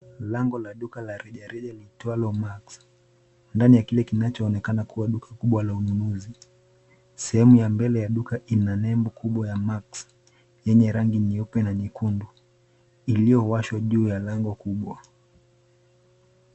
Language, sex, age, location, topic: Swahili, male, 25-35, Nairobi, finance